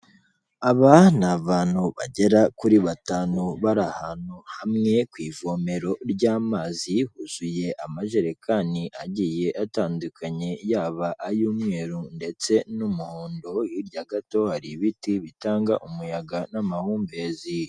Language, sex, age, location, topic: Kinyarwanda, male, 25-35, Kigali, health